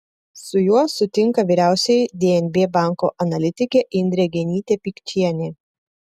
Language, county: Lithuanian, Telšiai